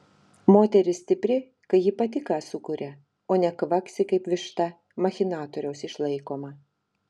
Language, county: Lithuanian, Telšiai